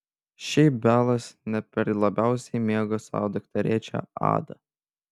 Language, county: Lithuanian, Panevėžys